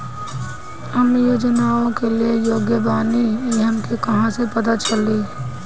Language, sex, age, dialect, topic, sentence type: Bhojpuri, female, 18-24, Northern, banking, question